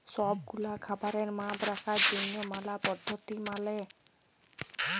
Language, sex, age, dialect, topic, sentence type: Bengali, female, 18-24, Jharkhandi, agriculture, statement